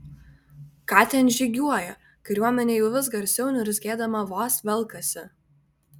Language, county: Lithuanian, Vilnius